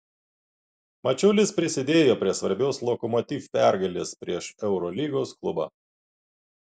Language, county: Lithuanian, Klaipėda